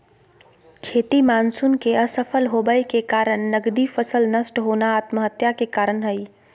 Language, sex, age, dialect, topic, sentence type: Magahi, female, 25-30, Southern, agriculture, statement